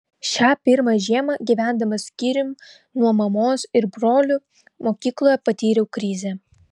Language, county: Lithuanian, Vilnius